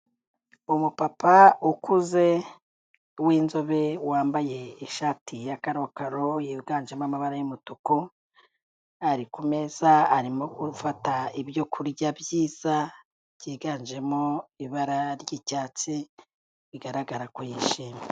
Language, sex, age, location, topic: Kinyarwanda, female, 36-49, Kigali, health